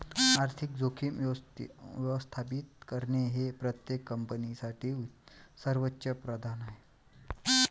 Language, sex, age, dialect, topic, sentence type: Marathi, male, 25-30, Varhadi, banking, statement